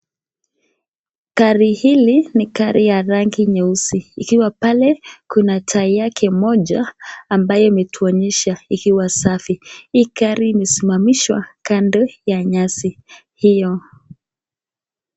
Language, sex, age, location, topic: Swahili, female, 25-35, Nakuru, finance